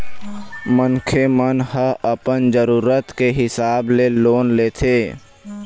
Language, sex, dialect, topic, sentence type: Chhattisgarhi, male, Eastern, banking, statement